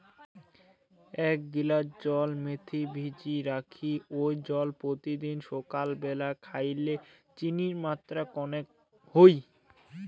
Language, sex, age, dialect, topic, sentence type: Bengali, male, 18-24, Rajbangshi, agriculture, statement